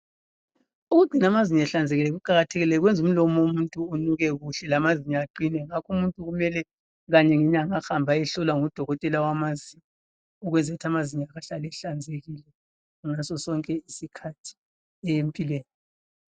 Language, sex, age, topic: North Ndebele, female, 50+, health